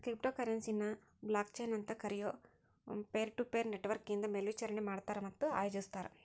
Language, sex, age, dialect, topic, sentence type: Kannada, female, 18-24, Dharwad Kannada, banking, statement